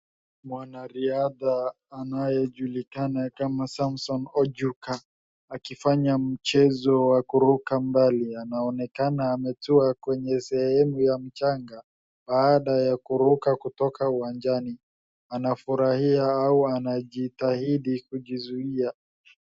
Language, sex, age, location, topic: Swahili, male, 50+, Wajir, education